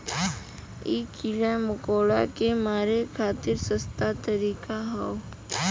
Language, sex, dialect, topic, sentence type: Bhojpuri, female, Western, agriculture, statement